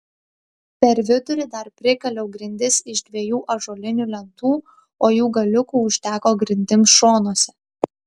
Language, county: Lithuanian, Tauragė